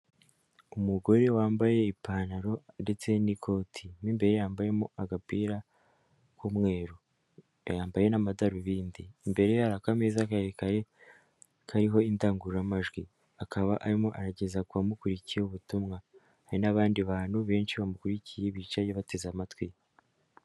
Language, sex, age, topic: Kinyarwanda, female, 25-35, government